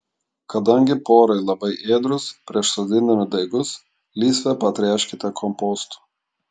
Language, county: Lithuanian, Klaipėda